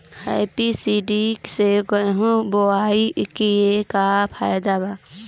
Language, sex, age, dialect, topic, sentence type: Bhojpuri, female, <18, Northern, agriculture, question